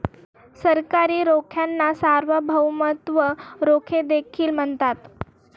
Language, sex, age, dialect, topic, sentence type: Marathi, female, 18-24, Northern Konkan, banking, statement